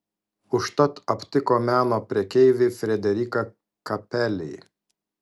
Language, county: Lithuanian, Vilnius